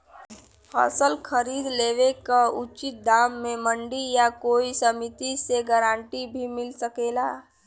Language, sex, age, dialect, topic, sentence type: Bhojpuri, female, 18-24, Western, agriculture, question